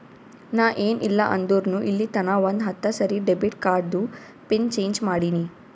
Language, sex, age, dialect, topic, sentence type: Kannada, female, 18-24, Northeastern, banking, statement